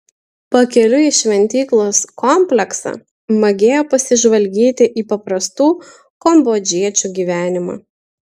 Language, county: Lithuanian, Utena